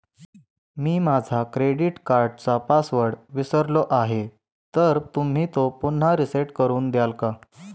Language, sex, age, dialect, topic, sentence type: Marathi, male, 18-24, Standard Marathi, banking, question